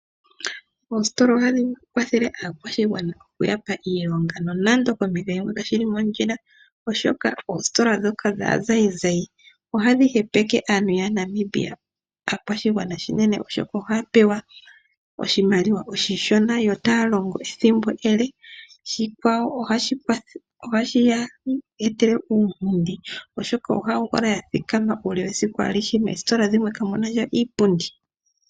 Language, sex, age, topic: Oshiwambo, female, 25-35, finance